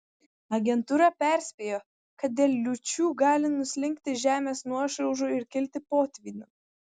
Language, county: Lithuanian, Vilnius